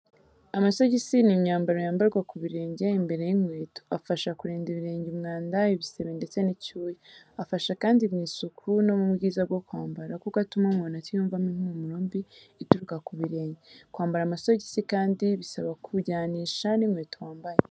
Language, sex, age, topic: Kinyarwanda, female, 18-24, education